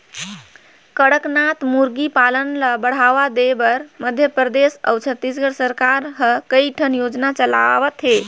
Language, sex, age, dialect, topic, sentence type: Chhattisgarhi, female, 31-35, Northern/Bhandar, agriculture, statement